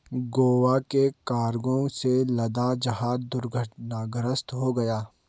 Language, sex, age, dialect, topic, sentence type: Hindi, male, 18-24, Garhwali, banking, statement